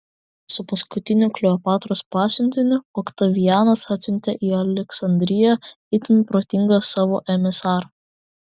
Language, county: Lithuanian, Vilnius